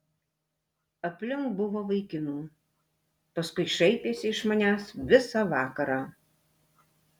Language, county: Lithuanian, Alytus